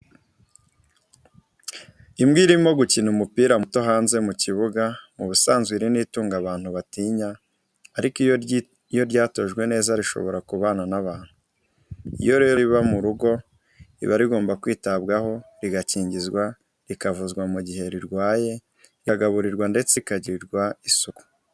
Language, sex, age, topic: Kinyarwanda, male, 25-35, education